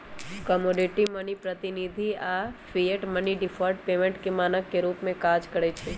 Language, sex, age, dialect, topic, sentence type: Magahi, male, 18-24, Western, banking, statement